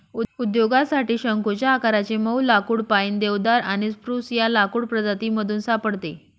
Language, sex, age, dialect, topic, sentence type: Marathi, female, 36-40, Northern Konkan, agriculture, statement